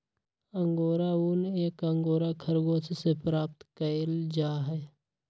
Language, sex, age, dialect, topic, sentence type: Magahi, male, 25-30, Western, agriculture, statement